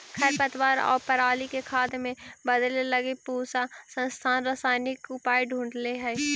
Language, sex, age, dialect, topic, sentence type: Magahi, female, 18-24, Central/Standard, agriculture, statement